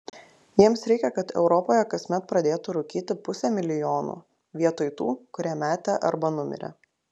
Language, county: Lithuanian, Klaipėda